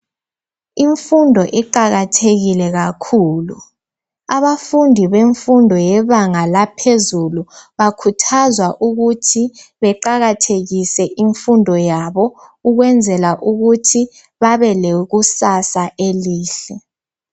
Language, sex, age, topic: North Ndebele, female, 18-24, education